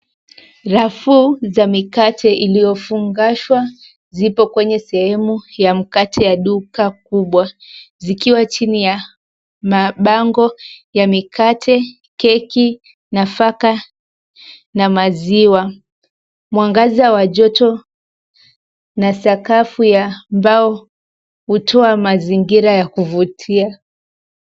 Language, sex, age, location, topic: Swahili, female, 18-24, Nairobi, finance